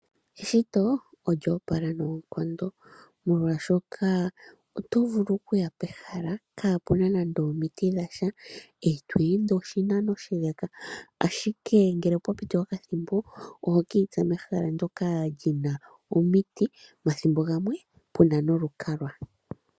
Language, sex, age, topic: Oshiwambo, male, 25-35, agriculture